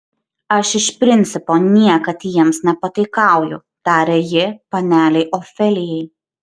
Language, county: Lithuanian, Šiauliai